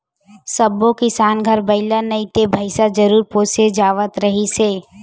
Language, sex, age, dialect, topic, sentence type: Chhattisgarhi, female, 18-24, Western/Budati/Khatahi, agriculture, statement